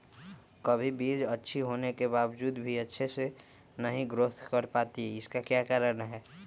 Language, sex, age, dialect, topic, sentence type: Magahi, male, 25-30, Western, agriculture, question